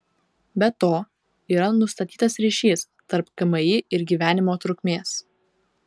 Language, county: Lithuanian, Vilnius